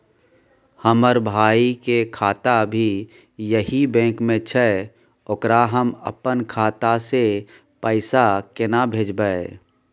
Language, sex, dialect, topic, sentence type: Maithili, male, Bajjika, banking, question